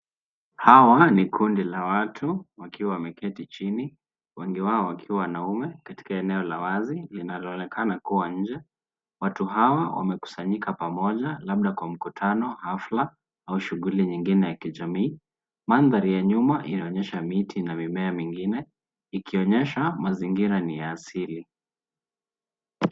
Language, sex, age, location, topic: Swahili, male, 18-24, Nairobi, education